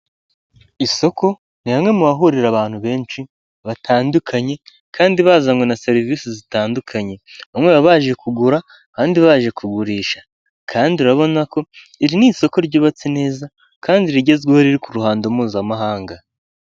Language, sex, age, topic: Kinyarwanda, male, 18-24, finance